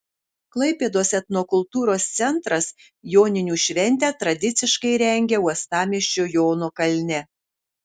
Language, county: Lithuanian, Kaunas